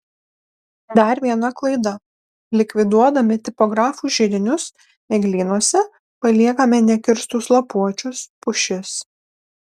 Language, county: Lithuanian, Panevėžys